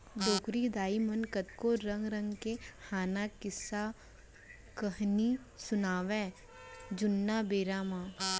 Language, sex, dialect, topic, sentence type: Chhattisgarhi, female, Central, agriculture, statement